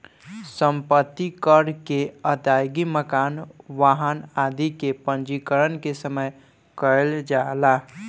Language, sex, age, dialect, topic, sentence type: Bhojpuri, male, <18, Southern / Standard, banking, statement